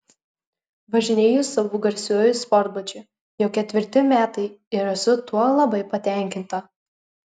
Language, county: Lithuanian, Marijampolė